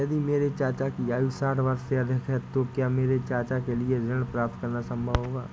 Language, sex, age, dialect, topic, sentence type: Hindi, male, 18-24, Awadhi Bundeli, banking, statement